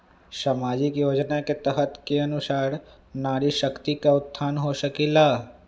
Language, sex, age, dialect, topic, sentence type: Magahi, male, 25-30, Western, banking, question